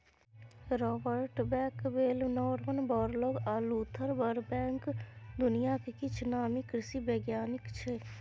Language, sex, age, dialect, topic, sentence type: Maithili, female, 18-24, Bajjika, agriculture, statement